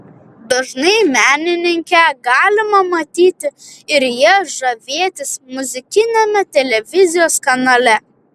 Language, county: Lithuanian, Vilnius